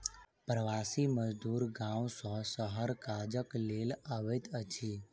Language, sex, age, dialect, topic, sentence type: Maithili, male, 51-55, Southern/Standard, agriculture, statement